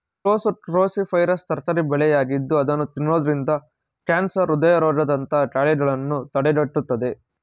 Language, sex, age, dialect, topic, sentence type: Kannada, male, 36-40, Mysore Kannada, agriculture, statement